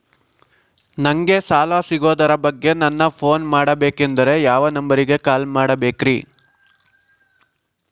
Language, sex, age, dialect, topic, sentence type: Kannada, male, 56-60, Central, banking, question